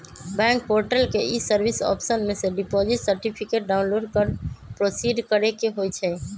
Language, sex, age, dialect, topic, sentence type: Magahi, male, 25-30, Western, banking, statement